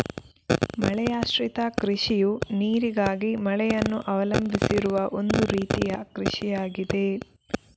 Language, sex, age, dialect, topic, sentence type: Kannada, female, 18-24, Coastal/Dakshin, agriculture, statement